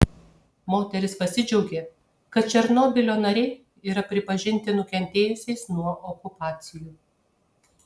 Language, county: Lithuanian, Kaunas